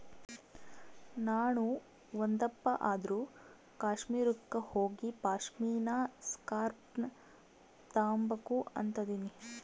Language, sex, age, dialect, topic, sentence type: Kannada, female, 18-24, Central, agriculture, statement